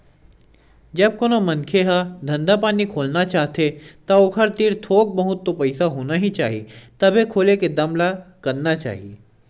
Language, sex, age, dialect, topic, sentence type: Chhattisgarhi, male, 18-24, Western/Budati/Khatahi, banking, statement